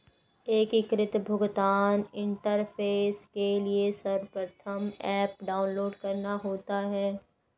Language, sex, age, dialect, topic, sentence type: Hindi, female, 51-55, Hindustani Malvi Khadi Boli, banking, statement